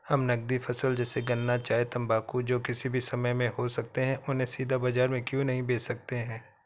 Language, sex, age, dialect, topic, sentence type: Hindi, female, 31-35, Awadhi Bundeli, agriculture, question